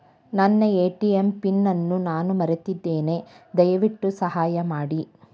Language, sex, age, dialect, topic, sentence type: Kannada, female, 41-45, Dharwad Kannada, banking, statement